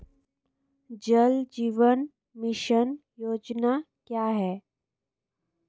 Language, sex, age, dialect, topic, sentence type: Hindi, female, 18-24, Marwari Dhudhari, banking, question